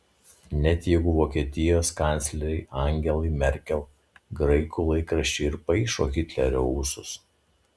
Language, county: Lithuanian, Šiauliai